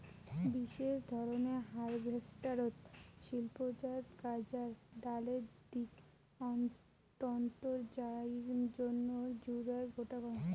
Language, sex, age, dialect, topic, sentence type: Bengali, female, 18-24, Rajbangshi, agriculture, statement